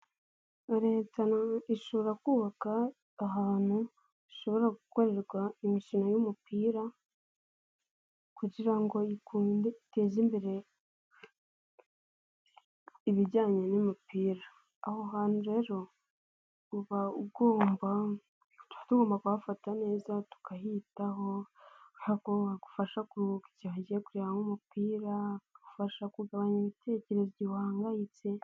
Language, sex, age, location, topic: Kinyarwanda, female, 18-24, Nyagatare, government